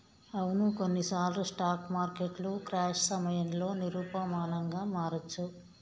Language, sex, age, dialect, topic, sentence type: Telugu, male, 18-24, Telangana, banking, statement